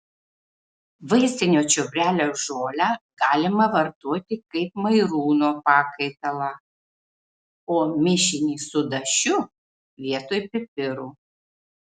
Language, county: Lithuanian, Marijampolė